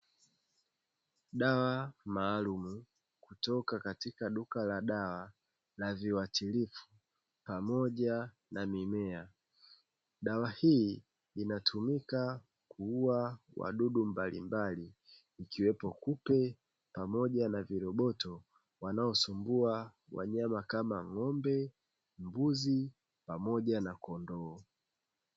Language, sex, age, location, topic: Swahili, male, 25-35, Dar es Salaam, agriculture